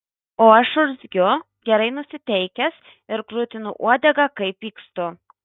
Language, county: Lithuanian, Marijampolė